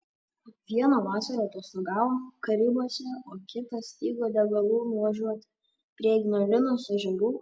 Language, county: Lithuanian, Panevėžys